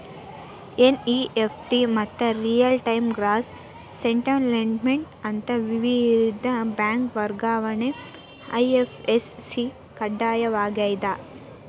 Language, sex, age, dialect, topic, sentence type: Kannada, female, 18-24, Dharwad Kannada, banking, statement